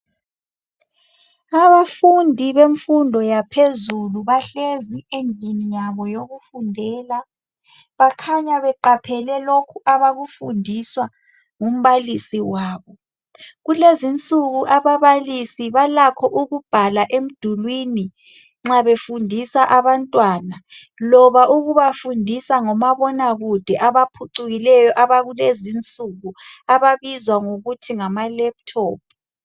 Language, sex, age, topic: North Ndebele, female, 18-24, education